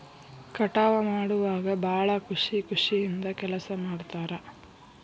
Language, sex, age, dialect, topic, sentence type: Kannada, female, 31-35, Dharwad Kannada, agriculture, statement